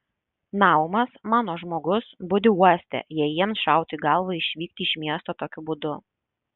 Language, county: Lithuanian, Šiauliai